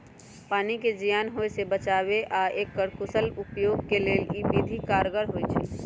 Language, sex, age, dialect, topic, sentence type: Magahi, female, 25-30, Western, agriculture, statement